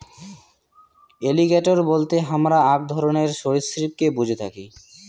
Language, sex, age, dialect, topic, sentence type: Bengali, male, 18-24, Rajbangshi, agriculture, statement